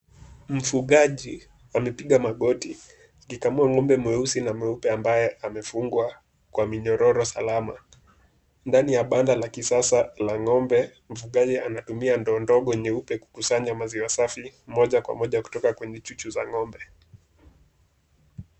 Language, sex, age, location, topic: Swahili, male, 18-24, Kisumu, agriculture